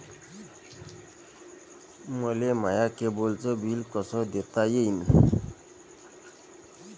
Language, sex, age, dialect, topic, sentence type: Marathi, male, 31-35, Varhadi, banking, question